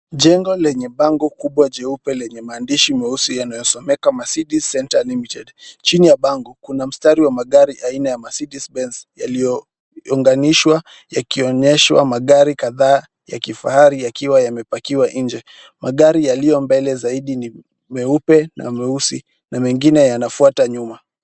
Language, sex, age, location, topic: Swahili, male, 18-24, Kisumu, finance